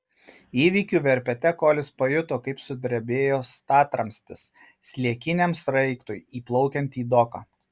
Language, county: Lithuanian, Marijampolė